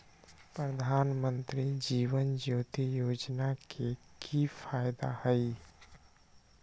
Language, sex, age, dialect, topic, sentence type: Magahi, male, 25-30, Western, banking, question